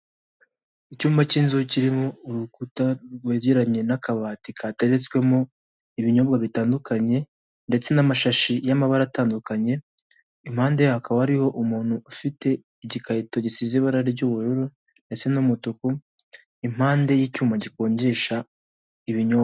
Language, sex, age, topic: Kinyarwanda, male, 18-24, finance